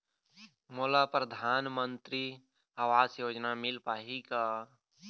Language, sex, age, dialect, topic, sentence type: Chhattisgarhi, male, 31-35, Eastern, banking, question